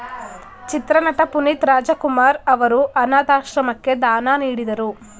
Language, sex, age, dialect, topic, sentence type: Kannada, female, 18-24, Mysore Kannada, banking, statement